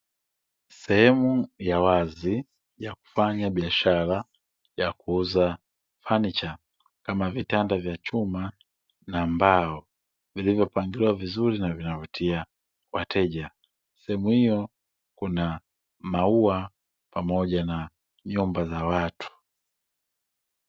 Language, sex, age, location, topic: Swahili, male, 25-35, Dar es Salaam, finance